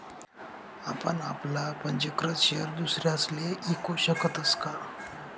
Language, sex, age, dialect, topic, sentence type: Marathi, male, 25-30, Northern Konkan, banking, statement